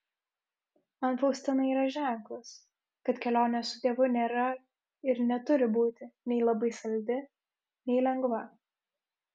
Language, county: Lithuanian, Kaunas